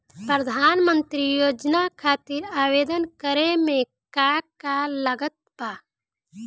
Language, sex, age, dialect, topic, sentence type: Bhojpuri, female, 18-24, Southern / Standard, banking, question